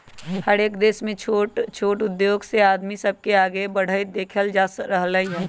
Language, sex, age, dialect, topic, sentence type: Magahi, male, 18-24, Western, banking, statement